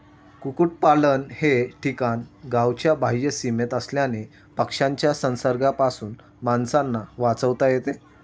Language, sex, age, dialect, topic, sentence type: Marathi, male, 18-24, Standard Marathi, agriculture, statement